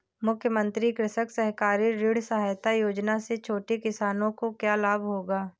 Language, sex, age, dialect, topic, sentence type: Hindi, female, 18-24, Kanauji Braj Bhasha, agriculture, question